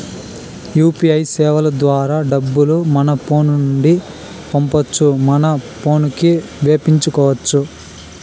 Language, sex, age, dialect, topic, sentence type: Telugu, male, 18-24, Southern, banking, statement